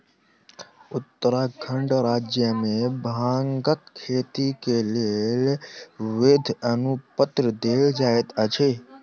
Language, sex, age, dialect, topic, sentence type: Maithili, male, 18-24, Southern/Standard, agriculture, statement